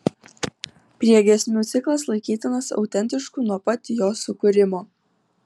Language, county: Lithuanian, Utena